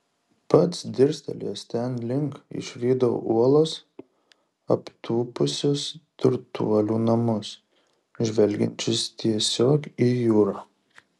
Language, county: Lithuanian, Šiauliai